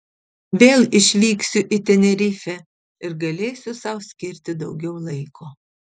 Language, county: Lithuanian, Utena